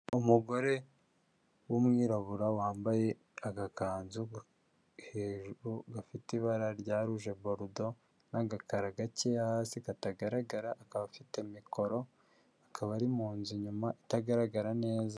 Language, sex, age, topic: Kinyarwanda, male, 25-35, government